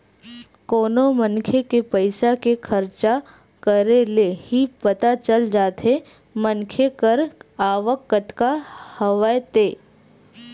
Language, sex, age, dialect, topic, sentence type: Chhattisgarhi, female, 25-30, Western/Budati/Khatahi, banking, statement